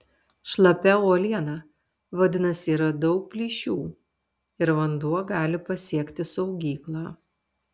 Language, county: Lithuanian, Telšiai